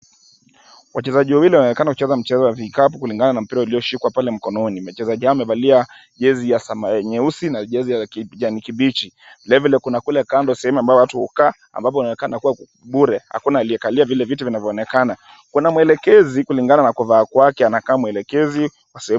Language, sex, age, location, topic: Swahili, male, 25-35, Kisumu, government